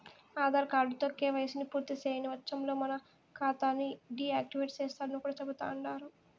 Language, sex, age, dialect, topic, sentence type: Telugu, female, 18-24, Southern, banking, statement